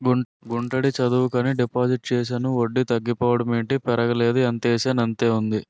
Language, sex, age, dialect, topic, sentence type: Telugu, male, 46-50, Utterandhra, banking, statement